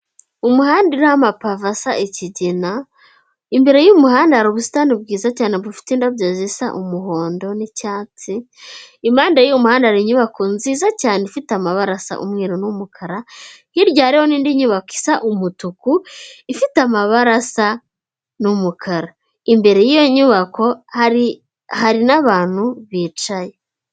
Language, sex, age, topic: Kinyarwanda, female, 18-24, government